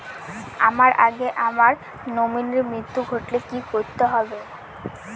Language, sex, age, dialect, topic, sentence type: Bengali, female, 18-24, Northern/Varendri, banking, question